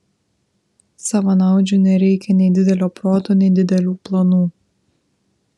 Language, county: Lithuanian, Vilnius